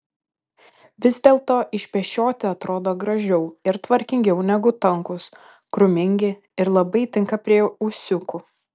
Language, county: Lithuanian, Panevėžys